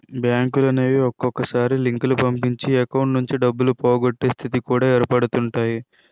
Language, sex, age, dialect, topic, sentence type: Telugu, male, 46-50, Utterandhra, banking, statement